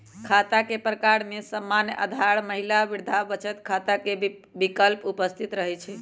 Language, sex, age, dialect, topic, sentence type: Magahi, female, 25-30, Western, banking, statement